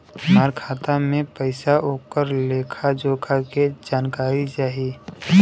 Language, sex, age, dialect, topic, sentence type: Bhojpuri, male, 25-30, Western, banking, question